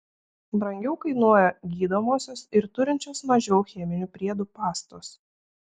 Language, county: Lithuanian, Šiauliai